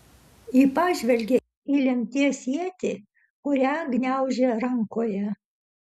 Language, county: Lithuanian, Utena